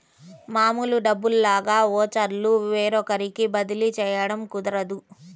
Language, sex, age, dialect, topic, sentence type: Telugu, female, 31-35, Central/Coastal, banking, statement